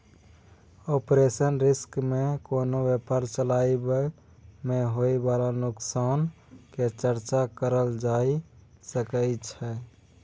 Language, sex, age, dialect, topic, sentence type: Maithili, male, 18-24, Bajjika, banking, statement